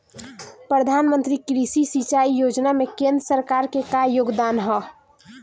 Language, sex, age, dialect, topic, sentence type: Bhojpuri, female, 18-24, Southern / Standard, agriculture, question